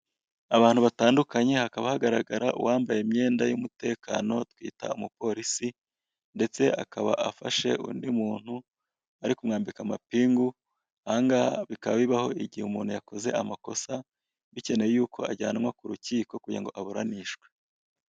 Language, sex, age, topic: Kinyarwanda, male, 25-35, government